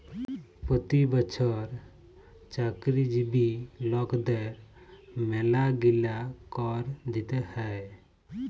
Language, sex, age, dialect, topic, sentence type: Bengali, male, 25-30, Jharkhandi, banking, statement